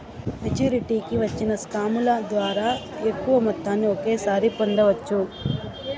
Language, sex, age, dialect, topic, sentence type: Telugu, female, 60-100, Southern, banking, statement